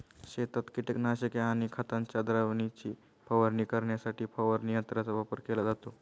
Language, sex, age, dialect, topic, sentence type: Marathi, male, 25-30, Standard Marathi, agriculture, statement